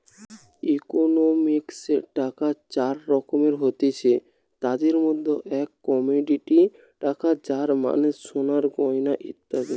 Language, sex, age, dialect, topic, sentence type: Bengali, male, <18, Western, banking, statement